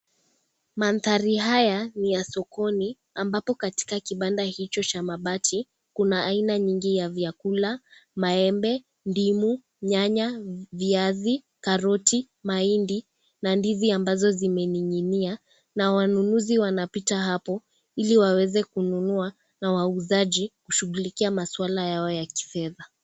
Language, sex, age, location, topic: Swahili, female, 36-49, Kisii, finance